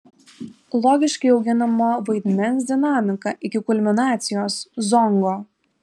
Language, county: Lithuanian, Alytus